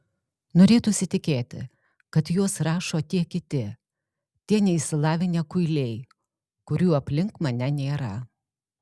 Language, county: Lithuanian, Alytus